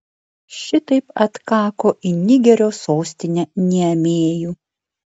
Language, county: Lithuanian, Vilnius